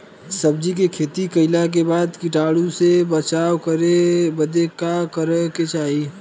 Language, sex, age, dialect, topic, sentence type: Bhojpuri, male, 25-30, Western, agriculture, question